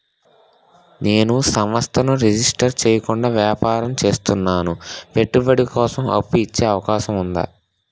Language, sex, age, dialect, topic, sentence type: Telugu, male, 18-24, Utterandhra, banking, question